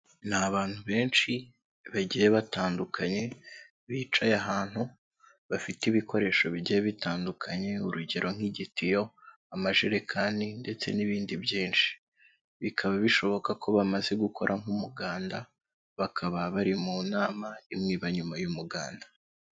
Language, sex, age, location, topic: Kinyarwanda, male, 18-24, Kigali, government